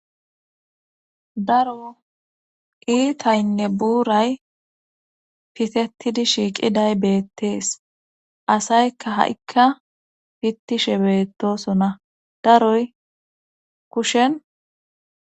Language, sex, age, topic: Gamo, female, 25-35, government